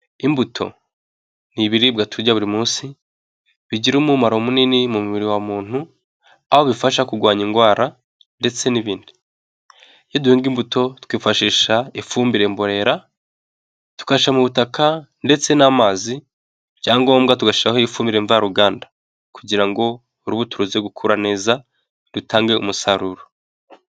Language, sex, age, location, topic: Kinyarwanda, male, 18-24, Nyagatare, agriculture